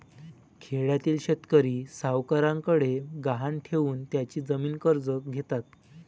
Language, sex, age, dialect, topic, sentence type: Marathi, male, 18-24, Varhadi, banking, statement